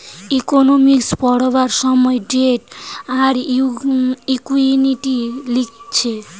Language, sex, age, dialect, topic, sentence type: Bengali, female, 18-24, Western, banking, statement